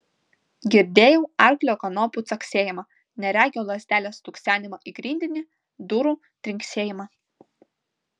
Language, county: Lithuanian, Vilnius